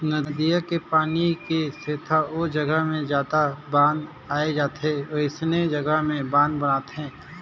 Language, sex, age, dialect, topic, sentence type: Chhattisgarhi, male, 25-30, Northern/Bhandar, agriculture, statement